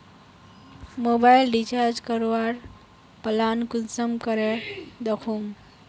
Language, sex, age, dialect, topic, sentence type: Magahi, female, 18-24, Northeastern/Surjapuri, banking, question